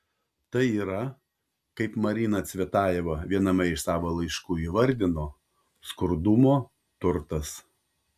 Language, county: Lithuanian, Panevėžys